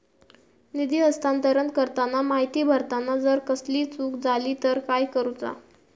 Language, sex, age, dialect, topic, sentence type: Marathi, female, 18-24, Southern Konkan, banking, question